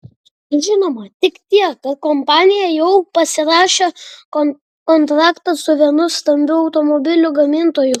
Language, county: Lithuanian, Klaipėda